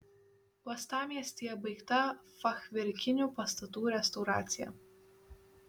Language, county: Lithuanian, Šiauliai